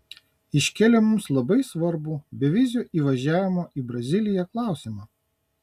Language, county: Lithuanian, Kaunas